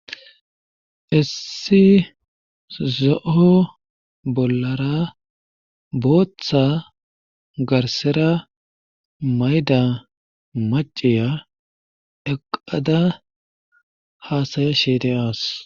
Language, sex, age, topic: Gamo, male, 25-35, government